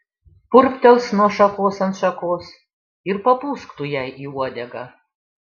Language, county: Lithuanian, Šiauliai